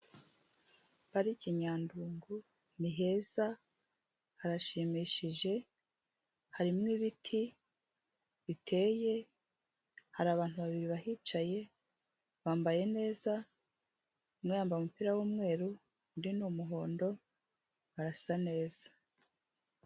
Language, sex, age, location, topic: Kinyarwanda, female, 36-49, Kigali, government